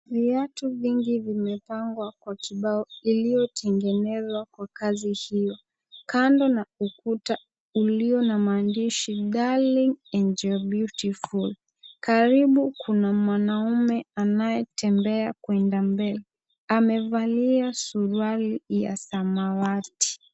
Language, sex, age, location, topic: Swahili, female, 18-24, Kisumu, finance